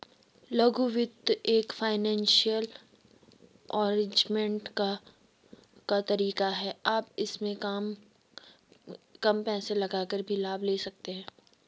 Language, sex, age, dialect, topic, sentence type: Hindi, female, 18-24, Garhwali, banking, statement